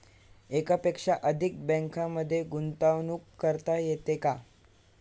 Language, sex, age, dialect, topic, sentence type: Marathi, male, 18-24, Standard Marathi, banking, question